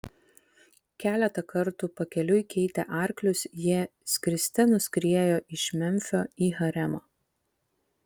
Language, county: Lithuanian, Vilnius